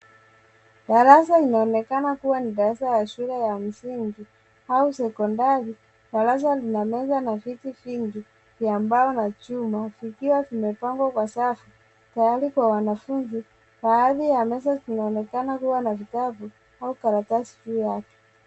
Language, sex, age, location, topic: Swahili, female, 25-35, Nairobi, education